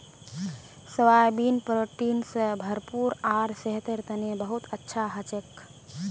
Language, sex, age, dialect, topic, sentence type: Magahi, female, 18-24, Northeastern/Surjapuri, agriculture, statement